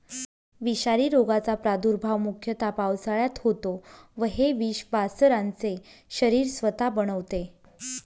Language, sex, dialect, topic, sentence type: Marathi, female, Northern Konkan, agriculture, statement